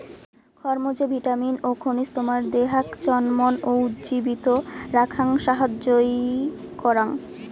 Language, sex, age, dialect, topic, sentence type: Bengali, male, 18-24, Rajbangshi, agriculture, statement